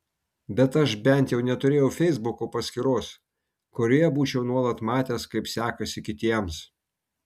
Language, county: Lithuanian, Kaunas